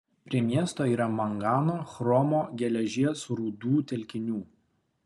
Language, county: Lithuanian, Kaunas